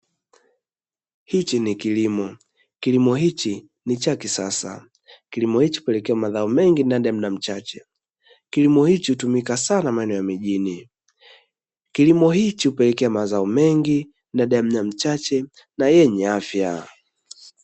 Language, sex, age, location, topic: Swahili, male, 18-24, Dar es Salaam, agriculture